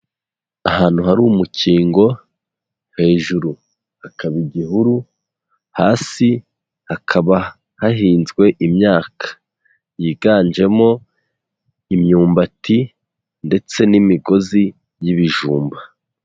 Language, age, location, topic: Kinyarwanda, 18-24, Huye, agriculture